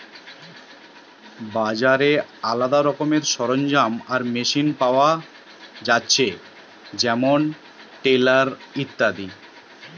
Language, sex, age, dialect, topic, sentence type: Bengali, male, 36-40, Western, agriculture, statement